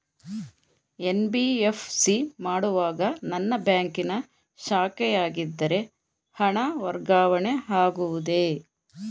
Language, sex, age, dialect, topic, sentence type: Kannada, female, 41-45, Mysore Kannada, banking, question